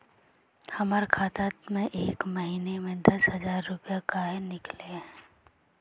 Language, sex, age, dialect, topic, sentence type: Magahi, female, 36-40, Northeastern/Surjapuri, banking, question